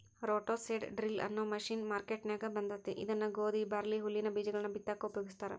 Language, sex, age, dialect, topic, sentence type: Kannada, female, 31-35, Dharwad Kannada, agriculture, statement